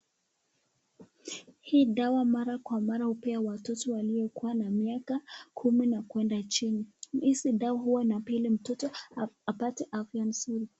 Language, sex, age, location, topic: Swahili, male, 25-35, Nakuru, health